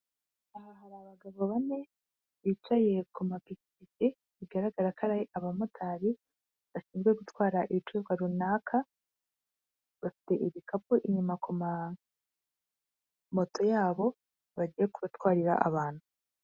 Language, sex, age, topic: Kinyarwanda, female, 25-35, finance